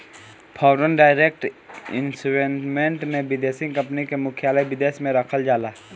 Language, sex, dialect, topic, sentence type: Bhojpuri, male, Southern / Standard, banking, statement